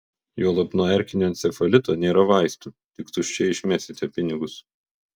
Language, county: Lithuanian, Vilnius